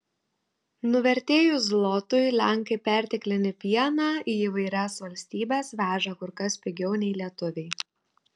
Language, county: Lithuanian, Telšiai